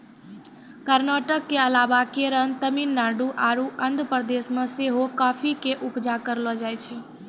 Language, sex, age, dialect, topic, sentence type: Maithili, female, 18-24, Angika, agriculture, statement